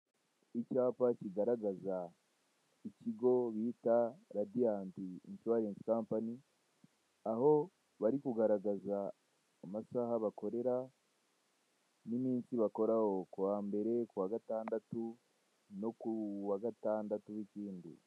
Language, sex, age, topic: Kinyarwanda, male, 18-24, finance